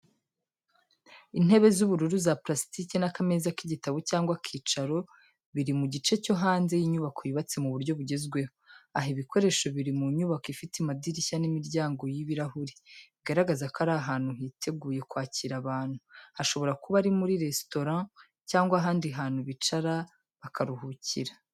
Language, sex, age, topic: Kinyarwanda, female, 25-35, education